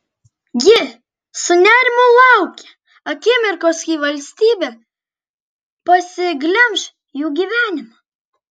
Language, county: Lithuanian, Kaunas